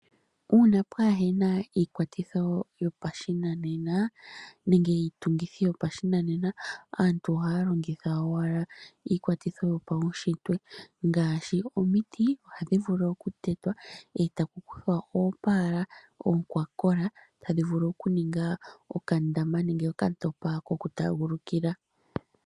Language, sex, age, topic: Oshiwambo, female, 18-24, agriculture